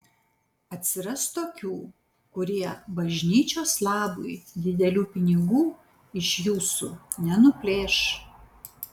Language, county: Lithuanian, Panevėžys